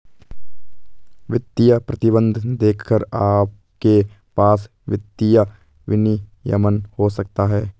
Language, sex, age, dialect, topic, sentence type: Hindi, male, 18-24, Garhwali, banking, statement